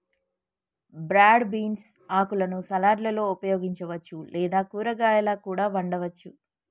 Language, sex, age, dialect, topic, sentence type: Telugu, female, 36-40, Telangana, agriculture, statement